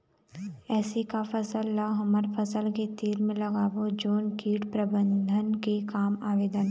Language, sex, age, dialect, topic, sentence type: Chhattisgarhi, female, 18-24, Eastern, agriculture, question